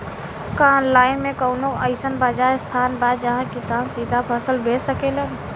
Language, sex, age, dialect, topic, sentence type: Bhojpuri, female, 18-24, Western, agriculture, statement